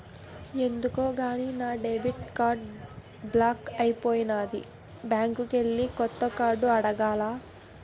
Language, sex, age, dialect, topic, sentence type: Telugu, female, 60-100, Utterandhra, banking, statement